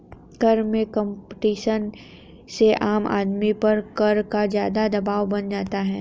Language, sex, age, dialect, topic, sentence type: Hindi, female, 31-35, Hindustani Malvi Khadi Boli, banking, statement